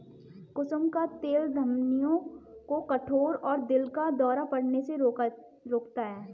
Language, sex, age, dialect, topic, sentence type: Hindi, female, 18-24, Kanauji Braj Bhasha, agriculture, statement